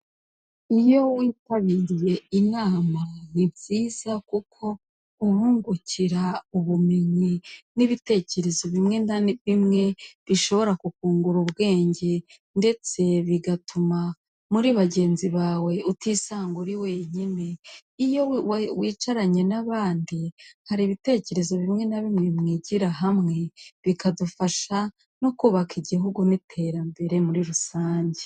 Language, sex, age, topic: Kinyarwanda, female, 36-49, government